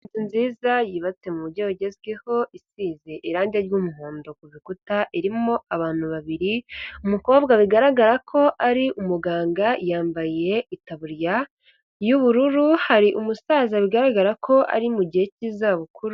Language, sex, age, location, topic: Kinyarwanda, female, 50+, Kigali, health